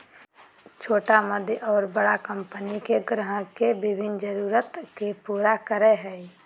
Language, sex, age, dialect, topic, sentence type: Magahi, female, 18-24, Southern, banking, statement